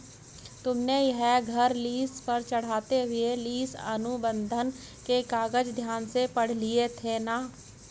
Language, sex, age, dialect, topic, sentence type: Hindi, female, 60-100, Hindustani Malvi Khadi Boli, banking, statement